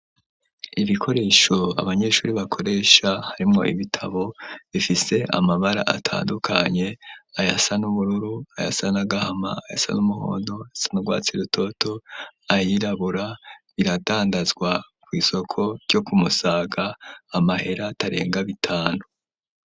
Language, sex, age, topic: Rundi, female, 18-24, education